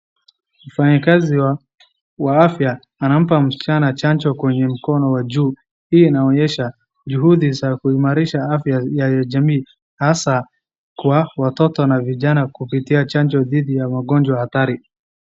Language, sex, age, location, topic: Swahili, male, 25-35, Wajir, health